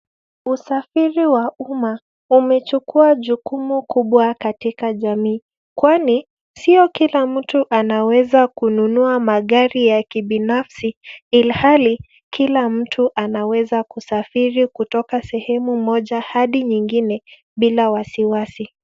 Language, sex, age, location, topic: Swahili, female, 25-35, Nairobi, government